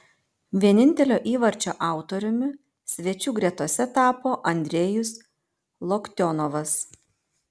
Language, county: Lithuanian, Panevėžys